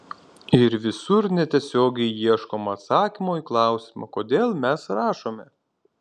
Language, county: Lithuanian, Kaunas